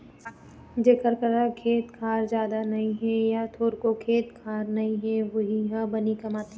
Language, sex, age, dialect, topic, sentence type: Chhattisgarhi, female, 18-24, Eastern, agriculture, statement